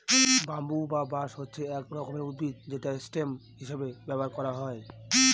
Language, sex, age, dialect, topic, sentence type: Bengali, male, 25-30, Northern/Varendri, agriculture, statement